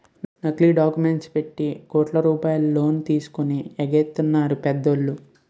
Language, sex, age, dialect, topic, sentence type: Telugu, male, 18-24, Utterandhra, banking, statement